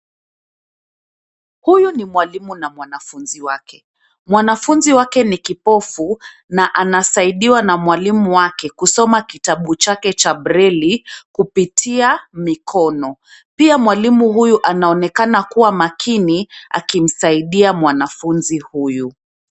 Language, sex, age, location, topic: Swahili, female, 25-35, Nairobi, education